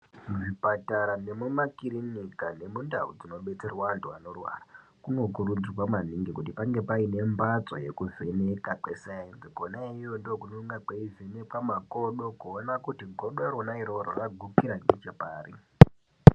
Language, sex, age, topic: Ndau, male, 18-24, health